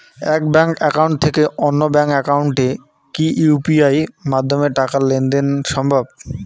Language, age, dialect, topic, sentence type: Bengali, 18-24, Rajbangshi, banking, question